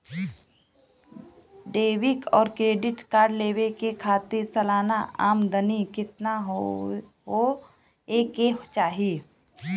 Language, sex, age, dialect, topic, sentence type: Bhojpuri, female, 25-30, Western, banking, question